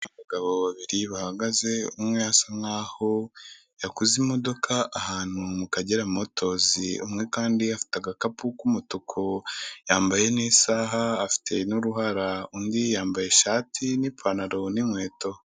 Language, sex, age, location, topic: Kinyarwanda, male, 25-35, Kigali, finance